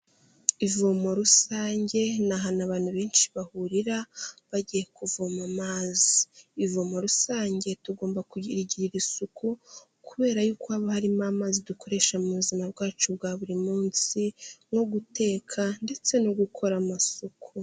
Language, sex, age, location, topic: Kinyarwanda, female, 18-24, Kigali, health